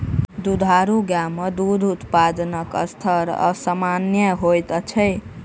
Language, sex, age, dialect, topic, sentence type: Maithili, male, 25-30, Southern/Standard, agriculture, statement